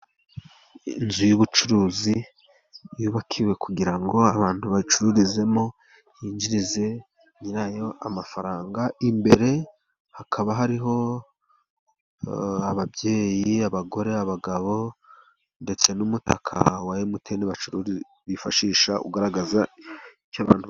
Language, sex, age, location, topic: Kinyarwanda, male, 36-49, Musanze, finance